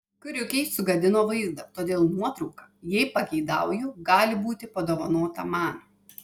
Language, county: Lithuanian, Vilnius